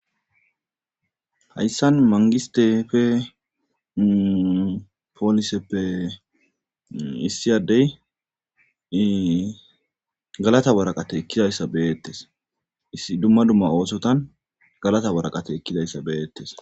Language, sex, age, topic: Gamo, male, 25-35, government